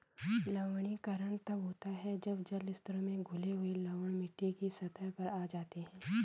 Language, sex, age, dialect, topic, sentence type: Hindi, female, 25-30, Garhwali, agriculture, statement